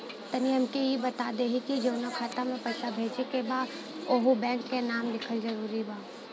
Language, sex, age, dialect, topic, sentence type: Bhojpuri, female, 18-24, Western, banking, question